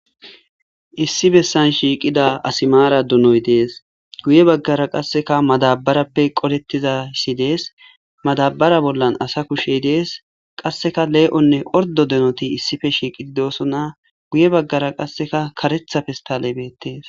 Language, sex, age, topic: Gamo, male, 18-24, agriculture